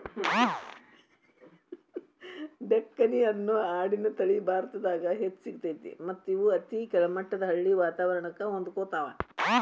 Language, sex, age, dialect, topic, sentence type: Kannada, female, 60-100, Dharwad Kannada, agriculture, statement